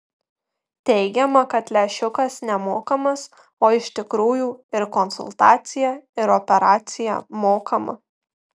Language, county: Lithuanian, Marijampolė